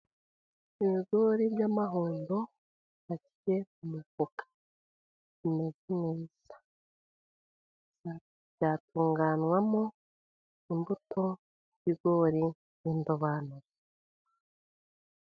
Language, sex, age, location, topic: Kinyarwanda, female, 50+, Musanze, agriculture